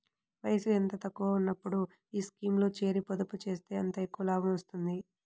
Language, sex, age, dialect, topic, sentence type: Telugu, male, 18-24, Central/Coastal, banking, statement